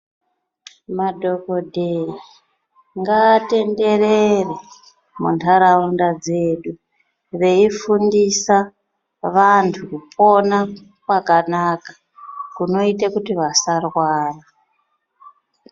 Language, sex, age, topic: Ndau, female, 36-49, health